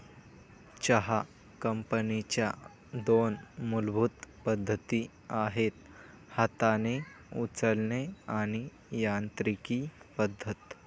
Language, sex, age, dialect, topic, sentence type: Marathi, male, 18-24, Northern Konkan, agriculture, statement